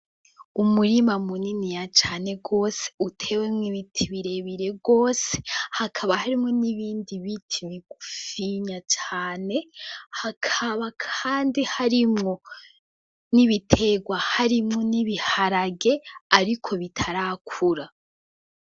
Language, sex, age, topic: Rundi, female, 18-24, agriculture